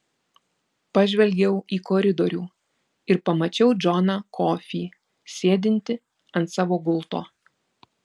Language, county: Lithuanian, Vilnius